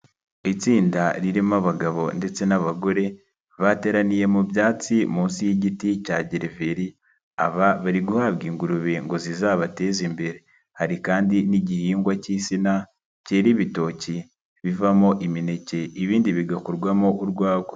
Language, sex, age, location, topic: Kinyarwanda, male, 25-35, Nyagatare, agriculture